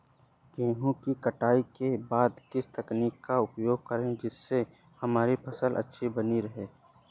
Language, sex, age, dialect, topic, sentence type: Hindi, male, 25-30, Awadhi Bundeli, agriculture, question